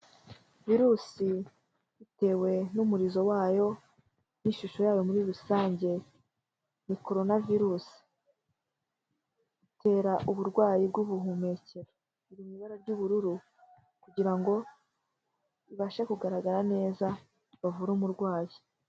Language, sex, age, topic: Kinyarwanda, female, 18-24, health